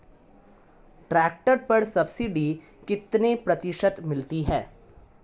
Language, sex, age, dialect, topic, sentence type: Hindi, male, 18-24, Marwari Dhudhari, agriculture, question